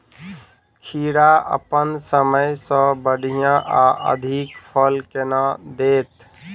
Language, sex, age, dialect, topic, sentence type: Maithili, male, 25-30, Southern/Standard, agriculture, question